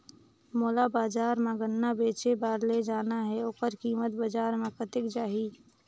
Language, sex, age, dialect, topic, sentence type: Chhattisgarhi, female, 18-24, Northern/Bhandar, agriculture, question